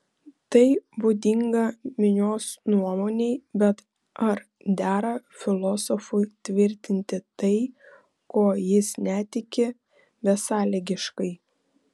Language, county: Lithuanian, Vilnius